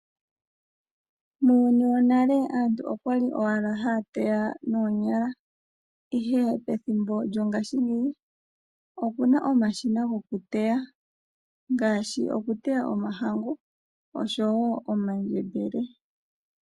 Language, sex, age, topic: Oshiwambo, female, 25-35, agriculture